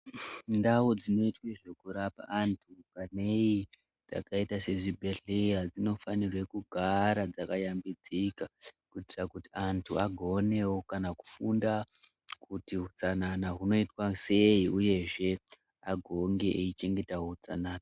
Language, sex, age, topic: Ndau, male, 18-24, health